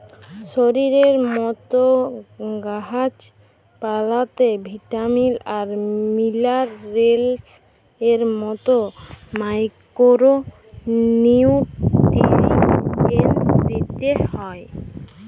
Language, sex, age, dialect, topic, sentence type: Bengali, female, 18-24, Jharkhandi, agriculture, statement